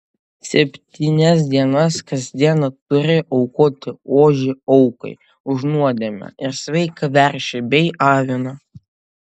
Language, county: Lithuanian, Utena